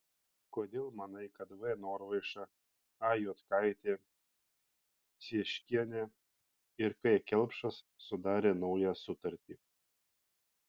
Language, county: Lithuanian, Panevėžys